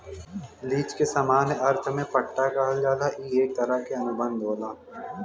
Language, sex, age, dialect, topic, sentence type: Bhojpuri, male, 18-24, Western, banking, statement